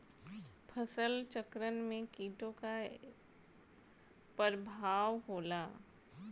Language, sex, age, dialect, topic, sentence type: Bhojpuri, female, 41-45, Northern, agriculture, question